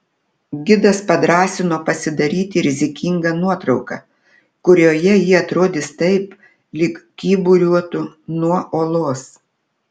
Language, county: Lithuanian, Telšiai